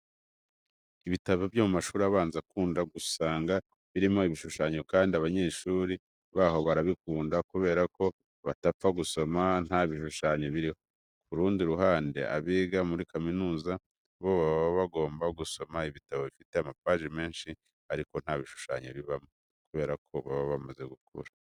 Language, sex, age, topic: Kinyarwanda, male, 25-35, education